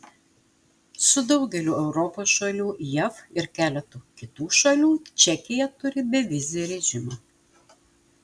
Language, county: Lithuanian, Telšiai